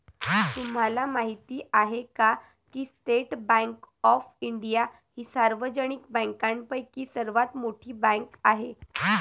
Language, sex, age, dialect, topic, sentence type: Marathi, female, 18-24, Varhadi, banking, statement